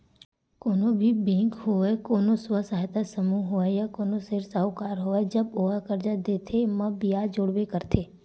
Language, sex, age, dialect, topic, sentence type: Chhattisgarhi, female, 18-24, Western/Budati/Khatahi, banking, statement